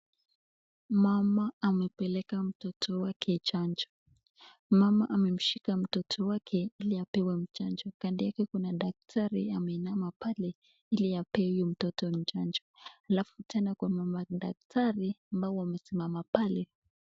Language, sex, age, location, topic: Swahili, female, 25-35, Nakuru, health